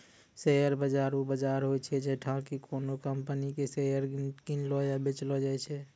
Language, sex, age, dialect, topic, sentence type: Maithili, male, 25-30, Angika, banking, statement